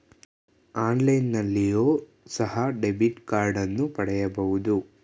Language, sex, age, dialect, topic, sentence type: Kannada, male, 18-24, Mysore Kannada, banking, statement